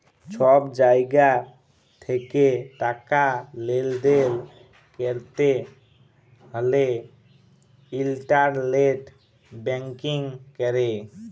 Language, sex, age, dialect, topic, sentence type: Bengali, male, 25-30, Jharkhandi, banking, statement